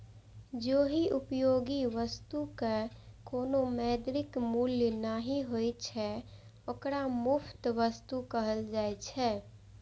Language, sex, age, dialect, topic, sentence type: Maithili, female, 56-60, Eastern / Thethi, banking, statement